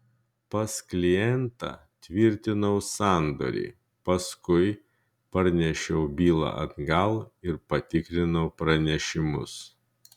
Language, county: Lithuanian, Kaunas